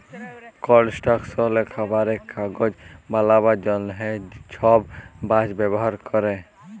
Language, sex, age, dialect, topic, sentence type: Bengali, male, 18-24, Jharkhandi, agriculture, statement